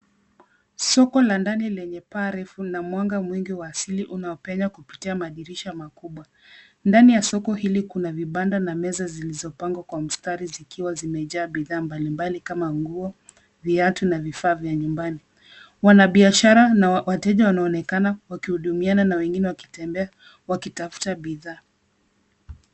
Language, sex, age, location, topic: Swahili, female, 25-35, Nairobi, finance